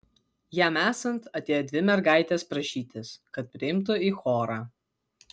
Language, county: Lithuanian, Vilnius